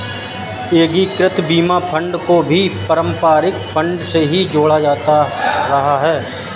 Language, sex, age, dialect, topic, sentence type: Hindi, male, 25-30, Awadhi Bundeli, banking, statement